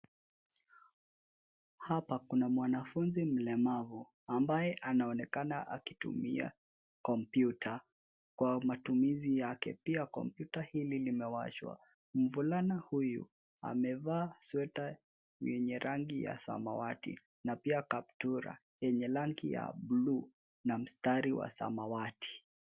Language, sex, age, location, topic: Swahili, male, 18-24, Nairobi, education